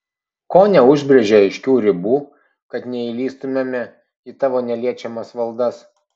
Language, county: Lithuanian, Vilnius